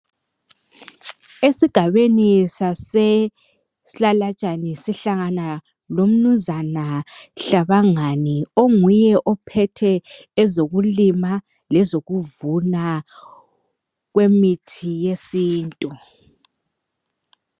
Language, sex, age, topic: North Ndebele, male, 50+, health